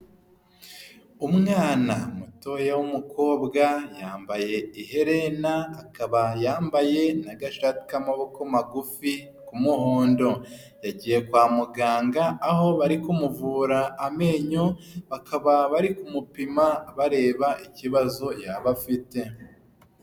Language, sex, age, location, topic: Kinyarwanda, male, 25-35, Huye, health